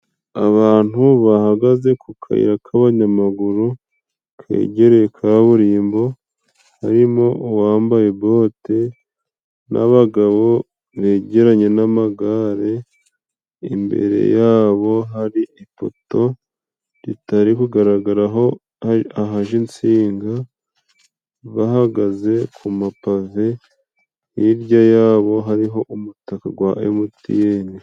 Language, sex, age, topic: Kinyarwanda, male, 25-35, government